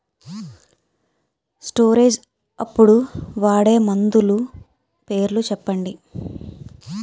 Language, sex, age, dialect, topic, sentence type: Telugu, female, 36-40, Utterandhra, agriculture, question